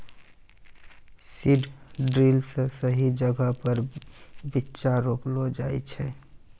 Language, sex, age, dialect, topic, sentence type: Maithili, male, 31-35, Angika, agriculture, statement